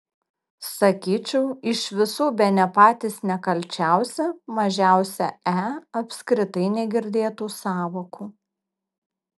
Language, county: Lithuanian, Kaunas